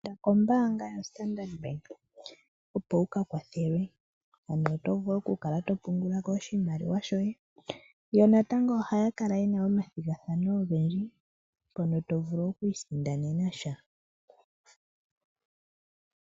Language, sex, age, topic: Oshiwambo, male, 25-35, finance